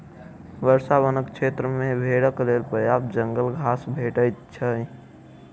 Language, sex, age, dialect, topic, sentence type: Maithili, male, 18-24, Southern/Standard, agriculture, statement